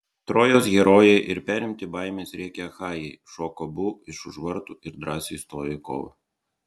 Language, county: Lithuanian, Klaipėda